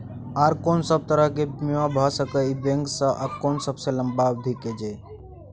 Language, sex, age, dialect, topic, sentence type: Maithili, male, 31-35, Bajjika, banking, question